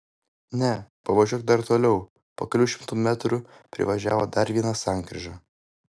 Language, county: Lithuanian, Vilnius